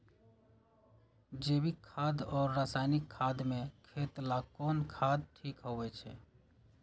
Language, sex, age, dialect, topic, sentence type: Magahi, male, 56-60, Western, agriculture, question